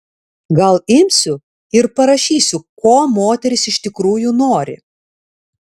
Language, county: Lithuanian, Alytus